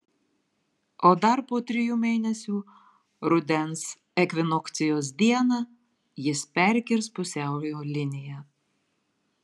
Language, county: Lithuanian, Marijampolė